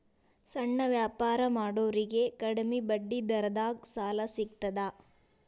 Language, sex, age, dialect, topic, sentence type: Kannada, female, 18-24, Dharwad Kannada, banking, question